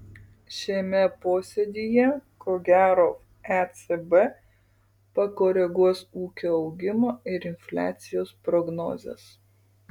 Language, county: Lithuanian, Kaunas